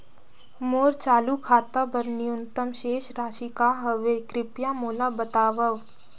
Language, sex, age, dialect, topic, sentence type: Chhattisgarhi, female, 60-100, Northern/Bhandar, banking, statement